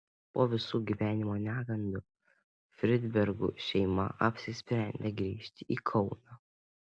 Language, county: Lithuanian, Panevėžys